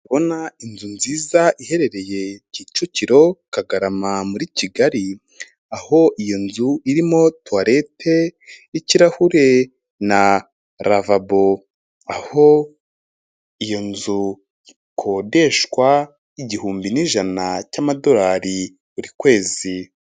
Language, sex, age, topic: Kinyarwanda, male, 25-35, finance